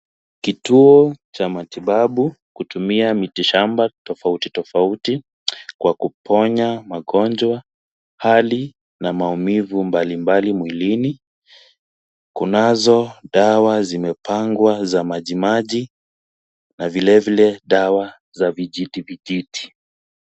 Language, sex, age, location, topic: Swahili, male, 18-24, Kisii, health